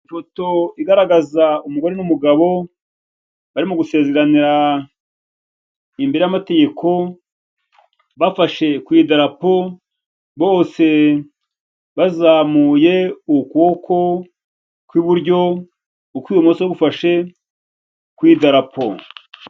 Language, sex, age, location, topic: Kinyarwanda, male, 50+, Kigali, government